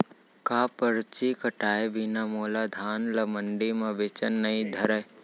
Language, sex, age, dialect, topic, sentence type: Chhattisgarhi, male, 18-24, Central, agriculture, question